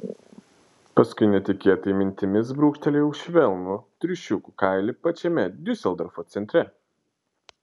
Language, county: Lithuanian, Šiauliai